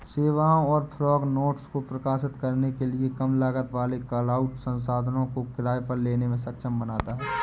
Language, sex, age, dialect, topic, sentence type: Hindi, male, 18-24, Awadhi Bundeli, agriculture, statement